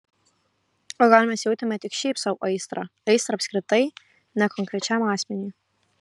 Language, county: Lithuanian, Kaunas